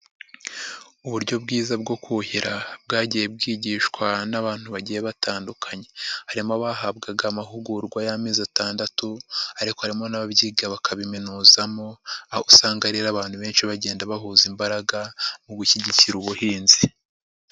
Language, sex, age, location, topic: Kinyarwanda, male, 50+, Nyagatare, agriculture